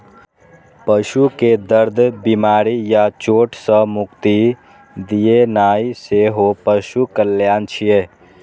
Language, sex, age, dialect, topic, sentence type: Maithili, male, 18-24, Eastern / Thethi, agriculture, statement